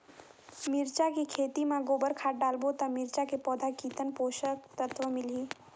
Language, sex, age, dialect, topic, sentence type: Chhattisgarhi, female, 18-24, Northern/Bhandar, agriculture, question